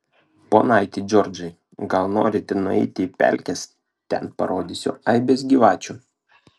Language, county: Lithuanian, Klaipėda